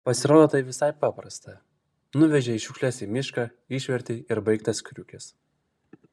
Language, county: Lithuanian, Vilnius